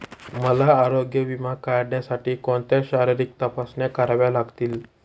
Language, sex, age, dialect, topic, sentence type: Marathi, male, 18-24, Standard Marathi, banking, question